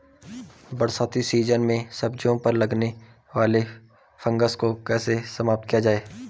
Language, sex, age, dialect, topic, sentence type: Hindi, male, 18-24, Garhwali, agriculture, question